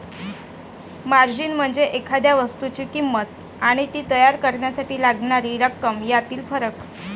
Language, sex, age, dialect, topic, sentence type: Marathi, female, 25-30, Varhadi, banking, statement